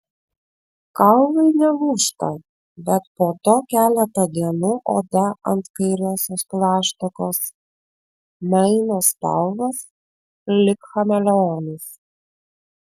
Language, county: Lithuanian, Vilnius